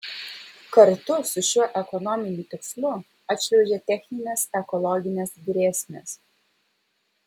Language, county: Lithuanian, Vilnius